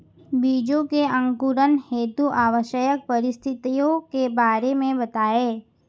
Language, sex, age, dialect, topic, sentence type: Hindi, female, 18-24, Hindustani Malvi Khadi Boli, agriculture, question